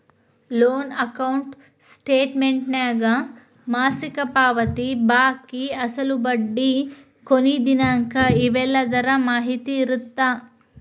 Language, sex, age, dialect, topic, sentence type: Kannada, female, 25-30, Dharwad Kannada, banking, statement